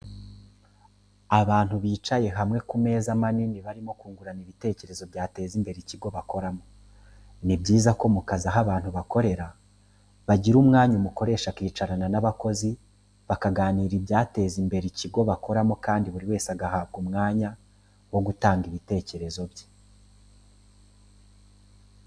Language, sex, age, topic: Kinyarwanda, male, 25-35, education